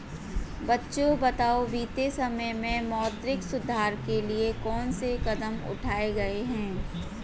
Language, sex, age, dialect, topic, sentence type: Hindi, female, 41-45, Hindustani Malvi Khadi Boli, banking, statement